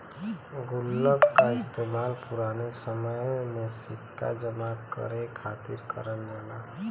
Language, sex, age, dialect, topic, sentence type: Bhojpuri, female, 31-35, Western, banking, statement